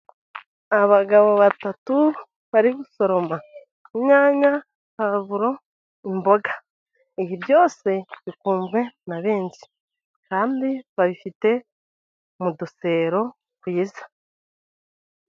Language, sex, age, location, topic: Kinyarwanda, female, 50+, Musanze, agriculture